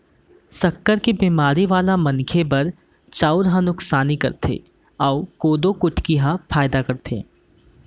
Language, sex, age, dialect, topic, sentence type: Chhattisgarhi, male, 18-24, Central, agriculture, statement